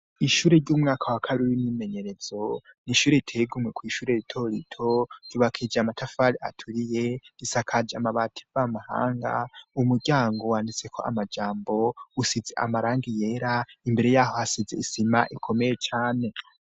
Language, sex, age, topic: Rundi, male, 18-24, education